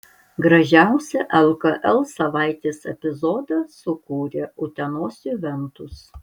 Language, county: Lithuanian, Alytus